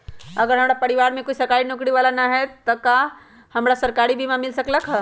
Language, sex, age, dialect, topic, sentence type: Magahi, male, 18-24, Western, agriculture, question